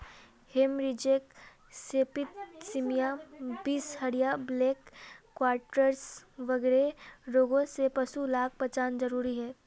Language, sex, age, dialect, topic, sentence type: Magahi, female, 36-40, Northeastern/Surjapuri, agriculture, statement